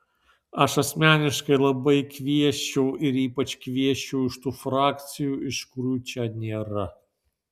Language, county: Lithuanian, Vilnius